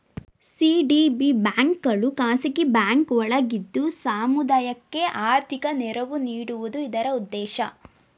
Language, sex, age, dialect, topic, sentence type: Kannada, female, 18-24, Mysore Kannada, banking, statement